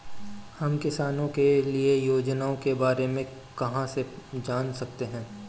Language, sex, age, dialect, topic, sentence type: Hindi, female, 25-30, Marwari Dhudhari, agriculture, question